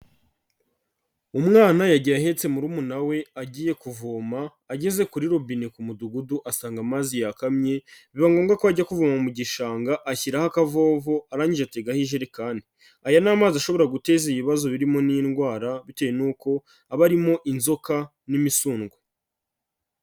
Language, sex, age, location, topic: Kinyarwanda, male, 36-49, Kigali, health